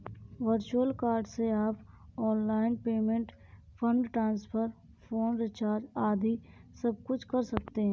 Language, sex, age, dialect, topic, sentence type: Hindi, female, 18-24, Kanauji Braj Bhasha, banking, statement